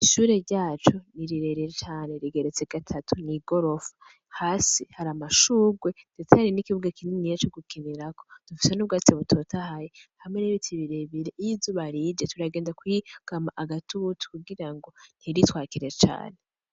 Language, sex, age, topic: Rundi, female, 18-24, education